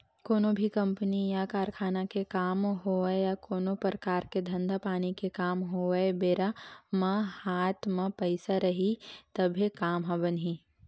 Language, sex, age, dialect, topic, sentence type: Chhattisgarhi, female, 18-24, Western/Budati/Khatahi, banking, statement